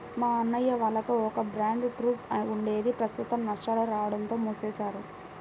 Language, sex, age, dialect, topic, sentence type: Telugu, female, 18-24, Central/Coastal, banking, statement